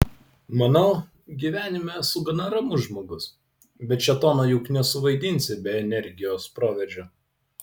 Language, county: Lithuanian, Utena